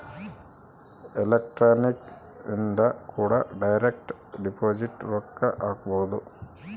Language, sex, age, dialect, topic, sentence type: Kannada, male, 31-35, Central, banking, statement